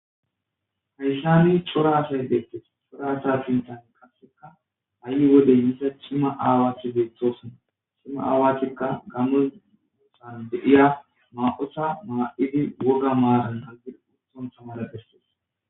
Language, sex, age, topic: Gamo, male, 25-35, government